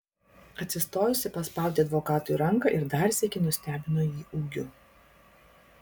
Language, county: Lithuanian, Klaipėda